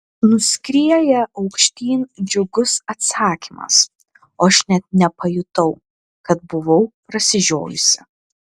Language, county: Lithuanian, Klaipėda